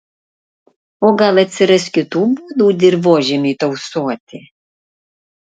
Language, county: Lithuanian, Panevėžys